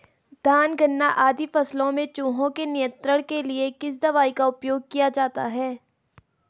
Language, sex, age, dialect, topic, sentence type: Hindi, female, 18-24, Garhwali, agriculture, question